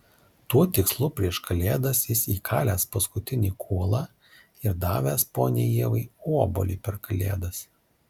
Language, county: Lithuanian, Alytus